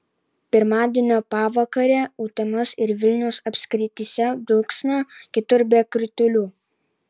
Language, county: Lithuanian, Utena